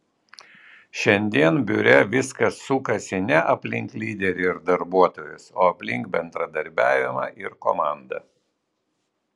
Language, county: Lithuanian, Vilnius